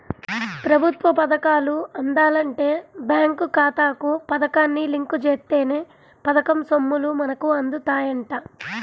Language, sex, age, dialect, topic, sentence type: Telugu, female, 46-50, Central/Coastal, agriculture, statement